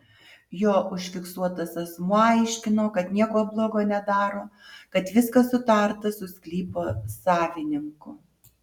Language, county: Lithuanian, Utena